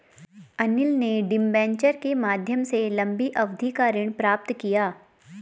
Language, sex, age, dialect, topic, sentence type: Hindi, female, 25-30, Garhwali, banking, statement